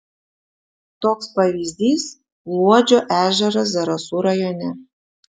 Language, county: Lithuanian, Šiauliai